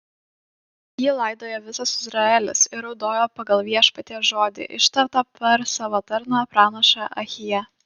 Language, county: Lithuanian, Panevėžys